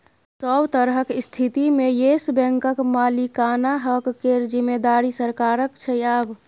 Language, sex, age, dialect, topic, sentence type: Maithili, female, 25-30, Bajjika, banking, statement